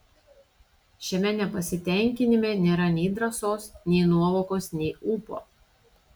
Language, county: Lithuanian, Šiauliai